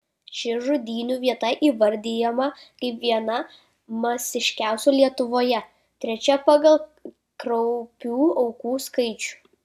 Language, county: Lithuanian, Kaunas